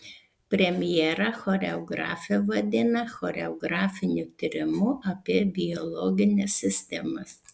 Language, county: Lithuanian, Panevėžys